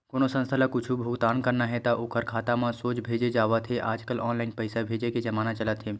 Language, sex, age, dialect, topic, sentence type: Chhattisgarhi, male, 18-24, Western/Budati/Khatahi, banking, statement